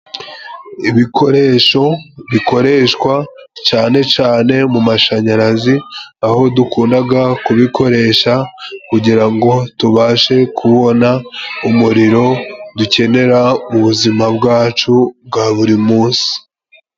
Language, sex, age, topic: Kinyarwanda, male, 25-35, finance